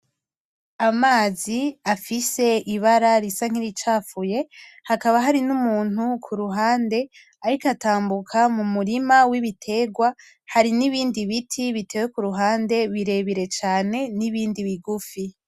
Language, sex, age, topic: Rundi, female, 18-24, agriculture